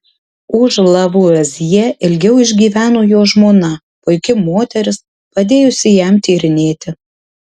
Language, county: Lithuanian, Marijampolė